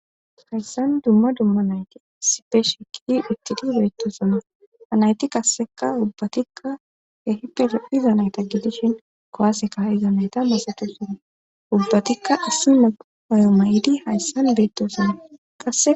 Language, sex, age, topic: Gamo, female, 18-24, government